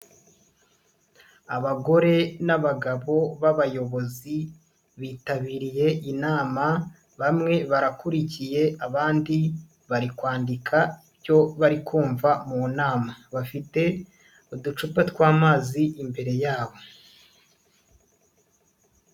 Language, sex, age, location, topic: Kinyarwanda, male, 25-35, Nyagatare, government